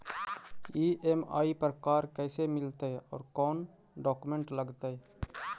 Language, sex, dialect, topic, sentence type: Magahi, male, Central/Standard, banking, question